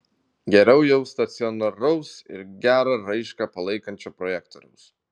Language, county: Lithuanian, Vilnius